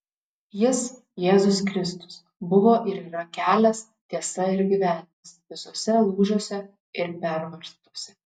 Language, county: Lithuanian, Šiauliai